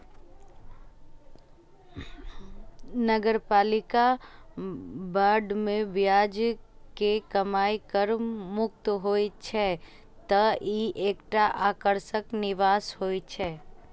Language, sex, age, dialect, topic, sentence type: Maithili, female, 25-30, Eastern / Thethi, banking, statement